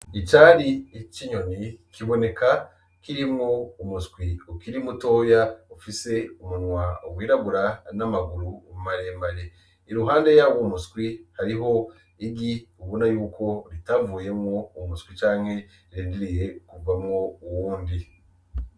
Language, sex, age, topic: Rundi, male, 25-35, agriculture